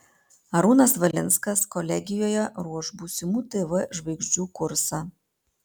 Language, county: Lithuanian, Panevėžys